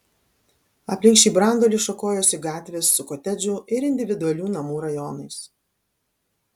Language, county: Lithuanian, Alytus